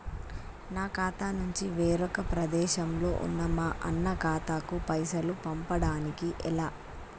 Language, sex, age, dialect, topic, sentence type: Telugu, female, 25-30, Telangana, banking, question